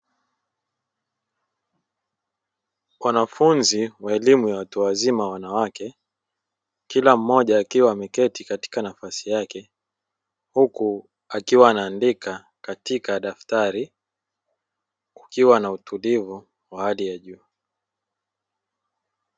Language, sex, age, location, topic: Swahili, male, 25-35, Dar es Salaam, education